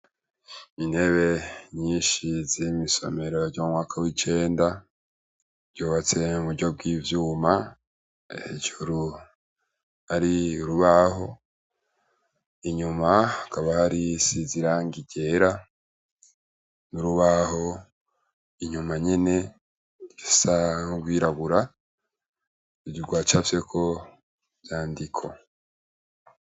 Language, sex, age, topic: Rundi, male, 18-24, education